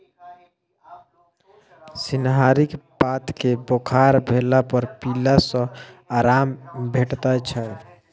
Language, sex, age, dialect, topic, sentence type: Maithili, male, 36-40, Bajjika, agriculture, statement